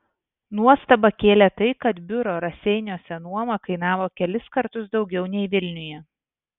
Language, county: Lithuanian, Vilnius